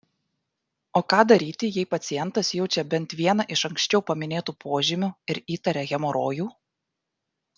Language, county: Lithuanian, Vilnius